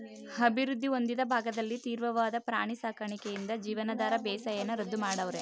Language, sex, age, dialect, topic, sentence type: Kannada, male, 31-35, Mysore Kannada, agriculture, statement